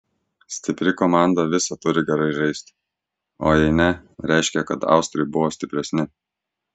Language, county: Lithuanian, Klaipėda